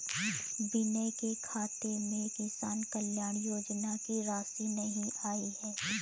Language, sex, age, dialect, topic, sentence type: Hindi, female, 18-24, Awadhi Bundeli, agriculture, statement